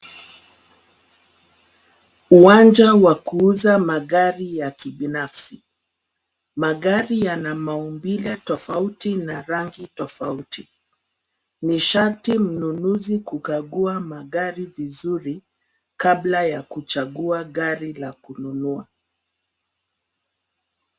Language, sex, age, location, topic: Swahili, female, 50+, Nairobi, finance